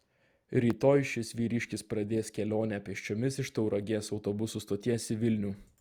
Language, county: Lithuanian, Vilnius